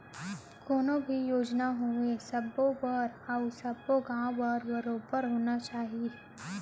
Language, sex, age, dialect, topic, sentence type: Chhattisgarhi, female, 18-24, Central, agriculture, statement